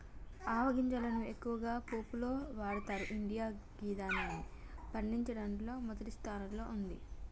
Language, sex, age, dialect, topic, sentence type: Telugu, female, 18-24, Telangana, agriculture, statement